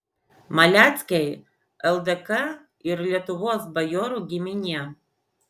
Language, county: Lithuanian, Vilnius